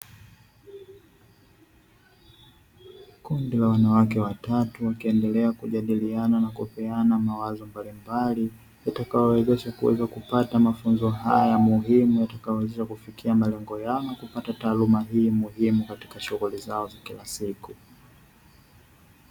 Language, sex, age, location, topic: Swahili, male, 25-35, Dar es Salaam, education